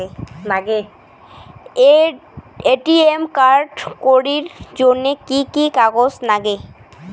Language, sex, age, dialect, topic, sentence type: Bengali, female, 18-24, Rajbangshi, banking, question